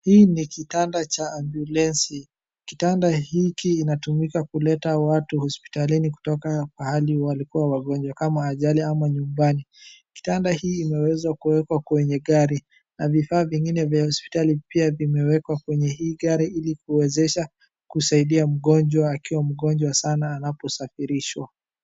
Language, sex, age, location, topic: Swahili, male, 18-24, Wajir, health